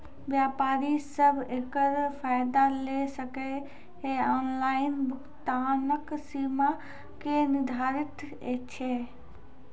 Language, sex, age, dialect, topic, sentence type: Maithili, female, 25-30, Angika, banking, question